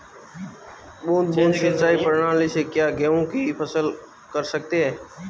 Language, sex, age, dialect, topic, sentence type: Hindi, male, 18-24, Marwari Dhudhari, agriculture, question